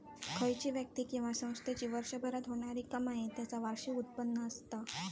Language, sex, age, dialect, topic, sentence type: Marathi, female, 18-24, Southern Konkan, banking, statement